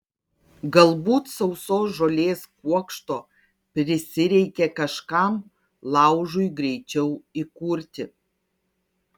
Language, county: Lithuanian, Kaunas